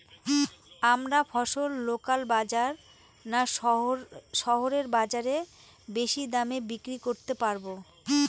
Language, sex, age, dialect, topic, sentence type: Bengali, female, 18-24, Rajbangshi, agriculture, question